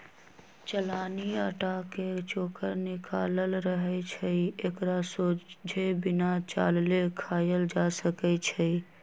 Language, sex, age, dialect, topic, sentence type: Magahi, female, 18-24, Western, agriculture, statement